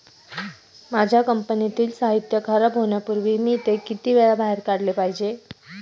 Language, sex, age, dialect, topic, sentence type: Marathi, female, 18-24, Standard Marathi, agriculture, question